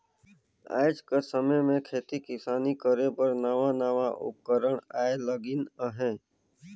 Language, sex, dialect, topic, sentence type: Chhattisgarhi, male, Northern/Bhandar, agriculture, statement